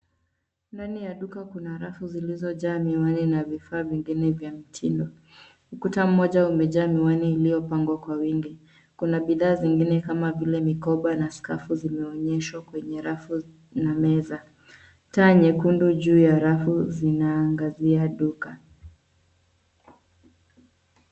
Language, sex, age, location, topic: Swahili, female, 25-35, Nairobi, finance